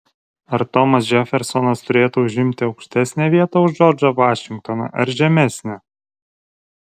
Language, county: Lithuanian, Vilnius